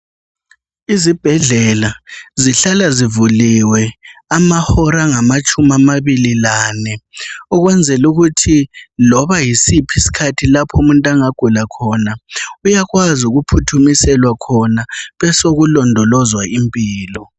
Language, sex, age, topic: North Ndebele, female, 25-35, health